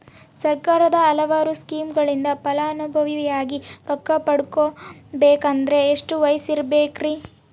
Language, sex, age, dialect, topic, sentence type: Kannada, female, 18-24, Central, banking, question